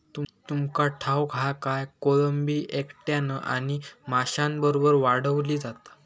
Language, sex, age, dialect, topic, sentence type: Marathi, male, 18-24, Southern Konkan, agriculture, statement